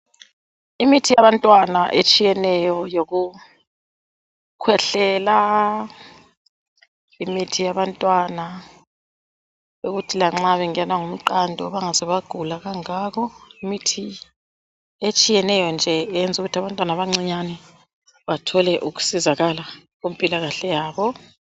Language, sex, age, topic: North Ndebele, female, 36-49, health